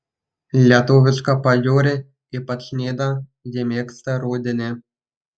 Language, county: Lithuanian, Panevėžys